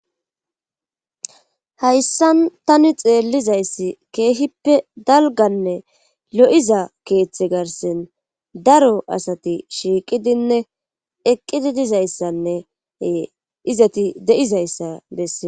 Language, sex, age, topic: Gamo, female, 25-35, government